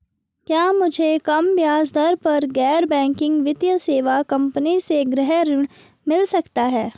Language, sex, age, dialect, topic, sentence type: Hindi, female, 18-24, Marwari Dhudhari, banking, question